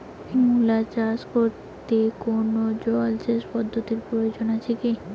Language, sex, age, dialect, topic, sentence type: Bengali, female, 18-24, Rajbangshi, agriculture, question